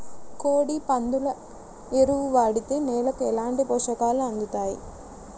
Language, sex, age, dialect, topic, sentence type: Telugu, female, 60-100, Central/Coastal, agriculture, question